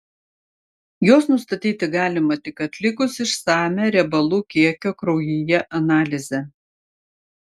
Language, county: Lithuanian, Klaipėda